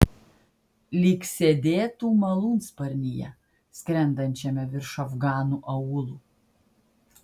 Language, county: Lithuanian, Klaipėda